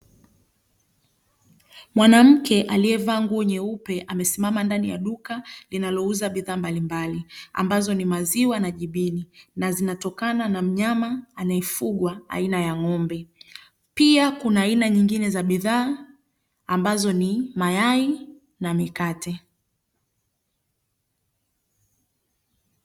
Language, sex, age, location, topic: Swahili, female, 25-35, Dar es Salaam, finance